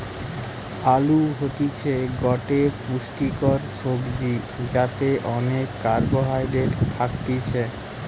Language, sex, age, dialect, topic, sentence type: Bengali, male, 46-50, Western, agriculture, statement